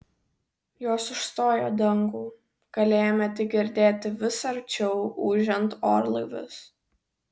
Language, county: Lithuanian, Vilnius